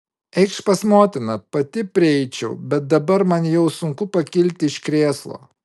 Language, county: Lithuanian, Vilnius